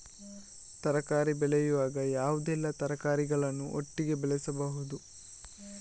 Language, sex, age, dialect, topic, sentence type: Kannada, male, 41-45, Coastal/Dakshin, agriculture, question